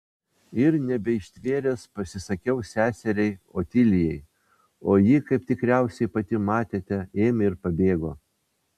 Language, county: Lithuanian, Vilnius